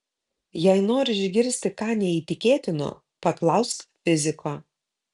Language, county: Lithuanian, Kaunas